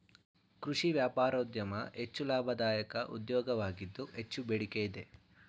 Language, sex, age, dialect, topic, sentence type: Kannada, male, 46-50, Mysore Kannada, agriculture, statement